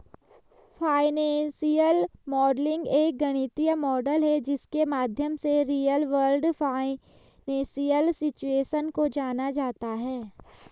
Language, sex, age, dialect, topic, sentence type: Hindi, male, 25-30, Hindustani Malvi Khadi Boli, banking, statement